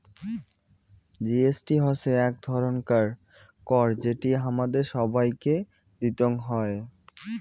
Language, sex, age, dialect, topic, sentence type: Bengali, male, 18-24, Rajbangshi, banking, statement